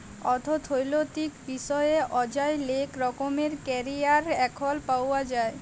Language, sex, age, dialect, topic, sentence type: Bengali, female, 18-24, Jharkhandi, banking, statement